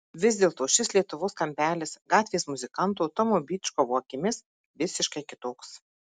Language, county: Lithuanian, Marijampolė